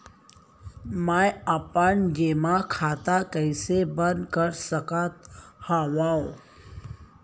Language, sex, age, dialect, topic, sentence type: Chhattisgarhi, female, 18-24, Central, banking, question